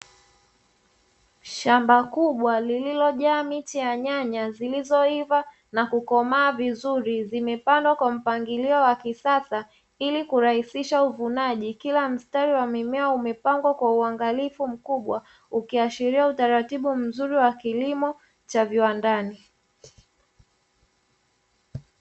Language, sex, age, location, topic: Swahili, female, 25-35, Dar es Salaam, agriculture